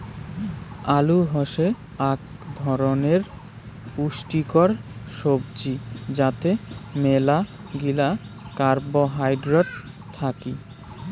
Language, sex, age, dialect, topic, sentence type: Bengali, male, 18-24, Rajbangshi, agriculture, statement